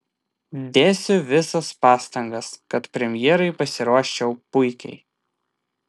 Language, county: Lithuanian, Vilnius